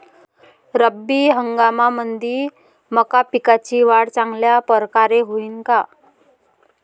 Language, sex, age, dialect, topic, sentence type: Marathi, female, 25-30, Varhadi, agriculture, question